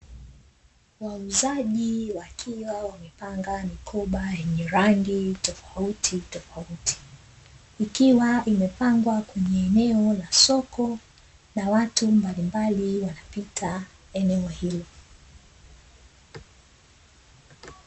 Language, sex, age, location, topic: Swahili, female, 25-35, Dar es Salaam, finance